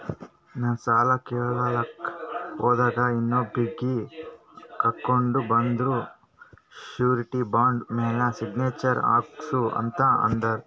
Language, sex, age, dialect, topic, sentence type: Kannada, female, 25-30, Northeastern, banking, statement